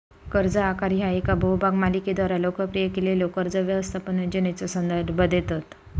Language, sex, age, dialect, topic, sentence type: Marathi, female, 25-30, Southern Konkan, banking, statement